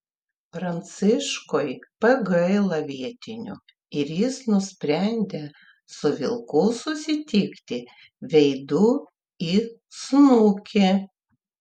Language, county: Lithuanian, Klaipėda